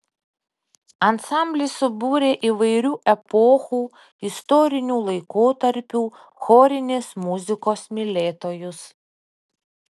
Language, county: Lithuanian, Panevėžys